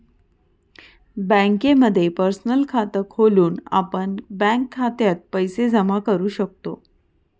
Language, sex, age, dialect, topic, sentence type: Marathi, female, 31-35, Northern Konkan, banking, statement